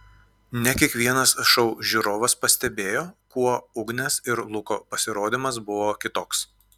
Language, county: Lithuanian, Klaipėda